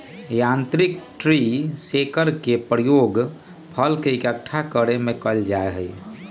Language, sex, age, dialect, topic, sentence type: Magahi, male, 46-50, Western, agriculture, statement